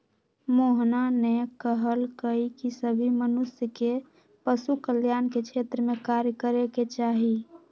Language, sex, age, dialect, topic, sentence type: Magahi, female, 41-45, Western, agriculture, statement